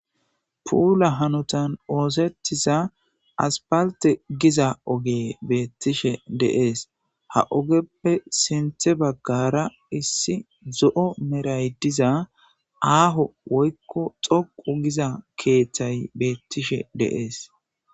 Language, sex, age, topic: Gamo, male, 18-24, government